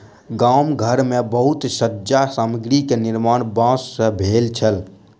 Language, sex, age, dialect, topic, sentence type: Maithili, male, 60-100, Southern/Standard, agriculture, statement